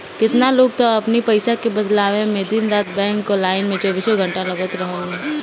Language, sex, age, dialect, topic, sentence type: Bhojpuri, female, 18-24, Northern, banking, statement